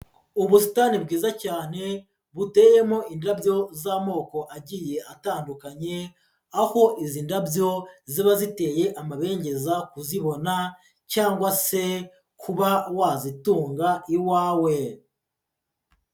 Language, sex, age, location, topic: Kinyarwanda, male, 36-49, Huye, agriculture